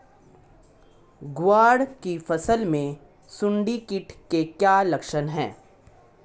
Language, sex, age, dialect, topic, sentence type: Hindi, male, 18-24, Marwari Dhudhari, agriculture, question